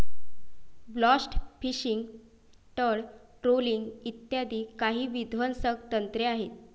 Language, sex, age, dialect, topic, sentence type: Marathi, female, 25-30, Varhadi, agriculture, statement